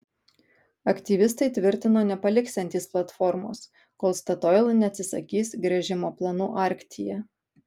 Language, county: Lithuanian, Kaunas